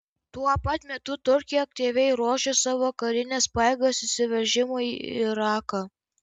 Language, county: Lithuanian, Kaunas